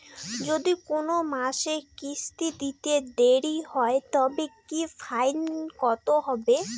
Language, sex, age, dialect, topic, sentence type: Bengali, female, 18-24, Rajbangshi, banking, question